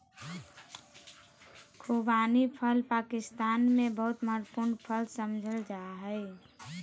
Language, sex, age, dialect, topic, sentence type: Magahi, female, 31-35, Southern, agriculture, statement